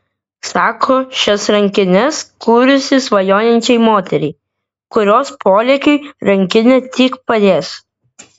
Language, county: Lithuanian, Vilnius